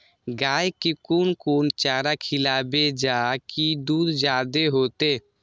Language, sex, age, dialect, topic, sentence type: Maithili, male, 18-24, Eastern / Thethi, agriculture, question